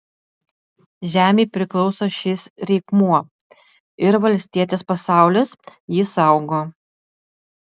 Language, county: Lithuanian, Utena